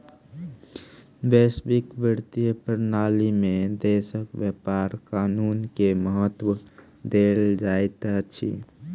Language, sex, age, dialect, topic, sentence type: Maithili, male, 18-24, Southern/Standard, banking, statement